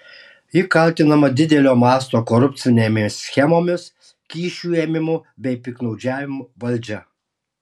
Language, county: Lithuanian, Alytus